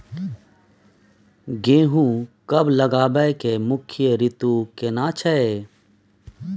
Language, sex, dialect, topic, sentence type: Maithili, male, Bajjika, agriculture, question